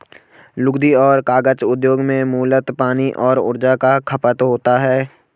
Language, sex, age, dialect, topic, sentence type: Hindi, male, 25-30, Garhwali, agriculture, statement